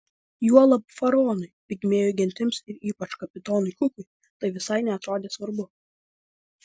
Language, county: Lithuanian, Vilnius